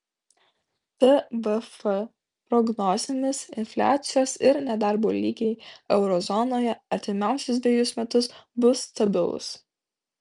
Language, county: Lithuanian, Vilnius